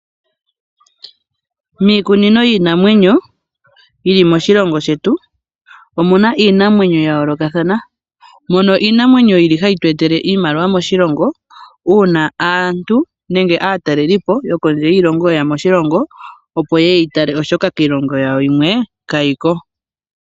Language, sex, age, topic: Oshiwambo, female, 25-35, agriculture